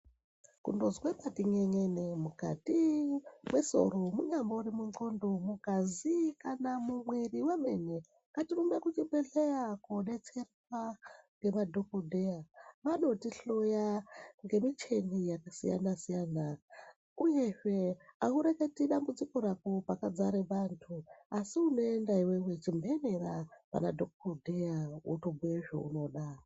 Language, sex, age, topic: Ndau, male, 36-49, health